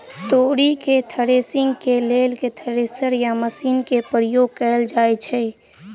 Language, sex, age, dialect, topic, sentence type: Maithili, female, 46-50, Southern/Standard, agriculture, question